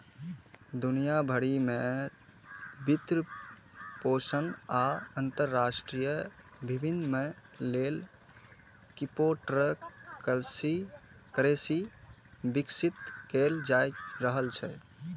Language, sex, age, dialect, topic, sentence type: Maithili, male, 18-24, Eastern / Thethi, banking, statement